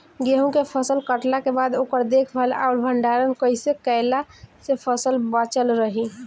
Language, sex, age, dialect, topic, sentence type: Bhojpuri, female, 18-24, Southern / Standard, agriculture, question